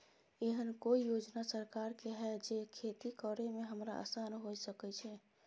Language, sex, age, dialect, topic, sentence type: Maithili, female, 25-30, Bajjika, agriculture, question